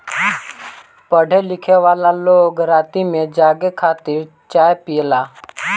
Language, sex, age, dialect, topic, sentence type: Bhojpuri, male, 18-24, Northern, agriculture, statement